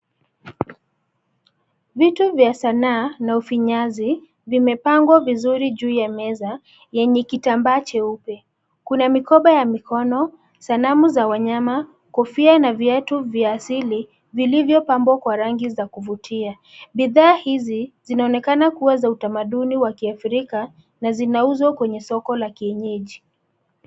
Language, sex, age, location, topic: Swahili, female, 25-35, Nairobi, finance